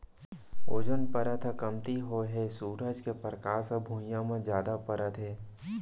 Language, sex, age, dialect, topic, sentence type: Chhattisgarhi, male, 60-100, Central, agriculture, statement